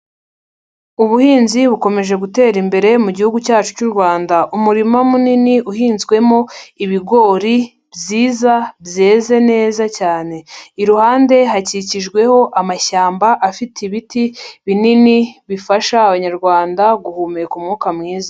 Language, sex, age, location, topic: Kinyarwanda, female, 50+, Nyagatare, agriculture